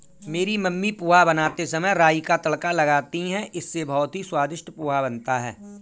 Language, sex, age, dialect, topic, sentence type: Hindi, male, 41-45, Kanauji Braj Bhasha, agriculture, statement